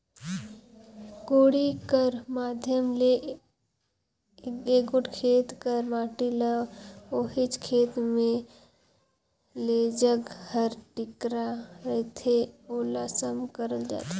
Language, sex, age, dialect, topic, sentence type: Chhattisgarhi, female, 18-24, Northern/Bhandar, agriculture, statement